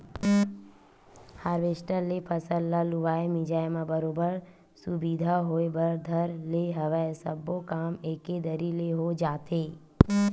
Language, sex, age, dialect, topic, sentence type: Chhattisgarhi, female, 25-30, Western/Budati/Khatahi, agriculture, statement